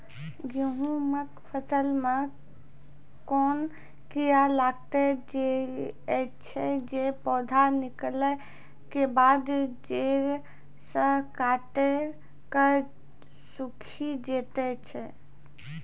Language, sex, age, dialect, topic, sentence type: Maithili, female, 56-60, Angika, agriculture, question